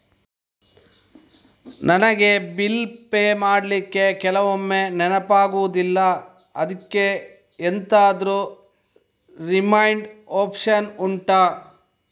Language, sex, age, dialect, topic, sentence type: Kannada, male, 25-30, Coastal/Dakshin, banking, question